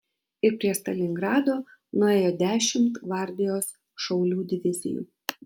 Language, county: Lithuanian, Vilnius